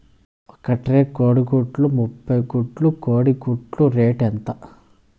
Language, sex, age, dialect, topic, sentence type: Telugu, male, 25-30, Southern, agriculture, question